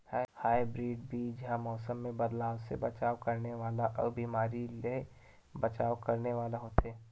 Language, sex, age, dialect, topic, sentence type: Chhattisgarhi, male, 18-24, Western/Budati/Khatahi, agriculture, statement